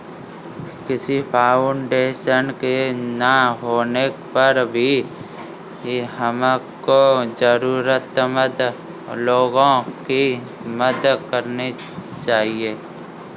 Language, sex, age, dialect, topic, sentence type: Hindi, male, 46-50, Kanauji Braj Bhasha, banking, statement